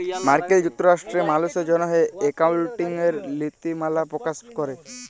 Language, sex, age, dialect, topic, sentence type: Bengali, male, 18-24, Jharkhandi, banking, statement